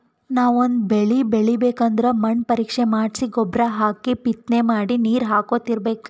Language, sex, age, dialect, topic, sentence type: Kannada, female, 18-24, Northeastern, agriculture, statement